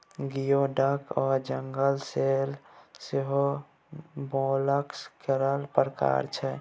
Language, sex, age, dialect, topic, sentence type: Maithili, male, 18-24, Bajjika, agriculture, statement